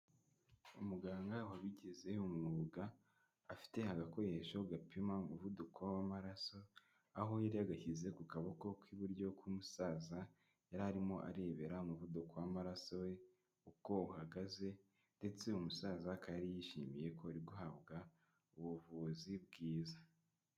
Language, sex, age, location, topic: Kinyarwanda, male, 25-35, Kigali, health